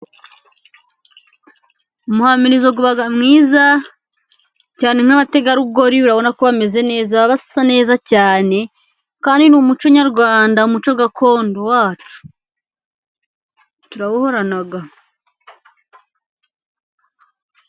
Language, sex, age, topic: Kinyarwanda, female, 25-35, government